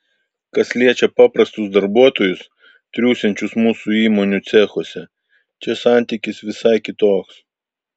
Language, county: Lithuanian, Vilnius